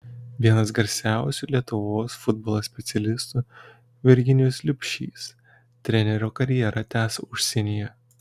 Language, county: Lithuanian, Kaunas